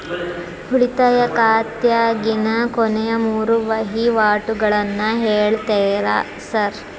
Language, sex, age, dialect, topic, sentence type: Kannada, female, 25-30, Dharwad Kannada, banking, question